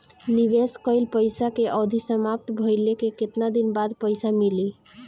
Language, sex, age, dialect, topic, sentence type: Bhojpuri, female, 18-24, Northern, banking, question